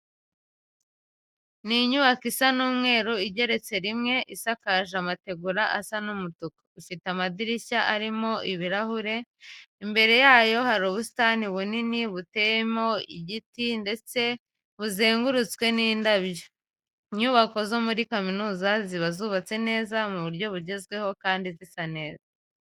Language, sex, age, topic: Kinyarwanda, female, 25-35, education